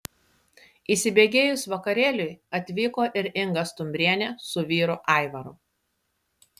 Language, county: Lithuanian, Šiauliai